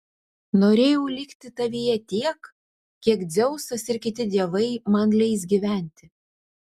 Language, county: Lithuanian, Utena